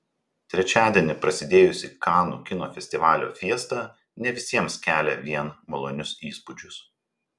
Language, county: Lithuanian, Telšiai